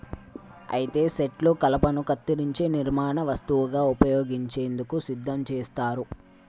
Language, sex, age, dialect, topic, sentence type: Telugu, male, 18-24, Telangana, agriculture, statement